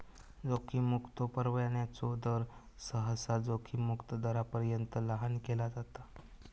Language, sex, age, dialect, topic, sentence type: Marathi, male, 18-24, Southern Konkan, banking, statement